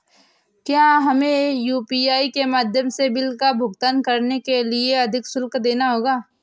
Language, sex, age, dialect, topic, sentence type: Hindi, female, 18-24, Awadhi Bundeli, banking, question